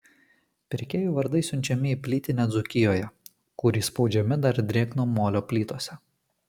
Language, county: Lithuanian, Kaunas